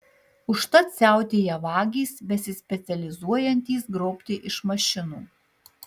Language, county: Lithuanian, Marijampolė